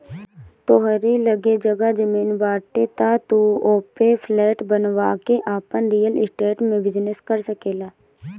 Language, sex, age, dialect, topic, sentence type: Bhojpuri, female, 18-24, Northern, banking, statement